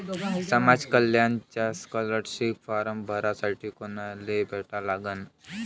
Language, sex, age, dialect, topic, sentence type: Marathi, male, <18, Varhadi, banking, question